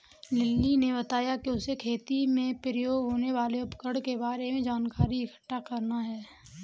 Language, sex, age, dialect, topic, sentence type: Hindi, female, 18-24, Kanauji Braj Bhasha, agriculture, statement